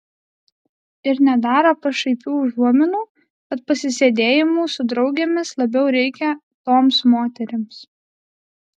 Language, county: Lithuanian, Alytus